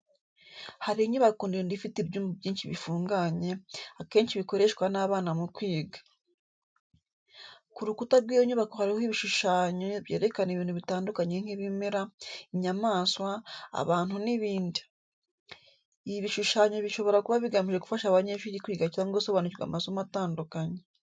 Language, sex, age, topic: Kinyarwanda, female, 25-35, education